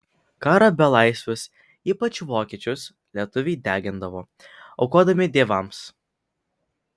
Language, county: Lithuanian, Vilnius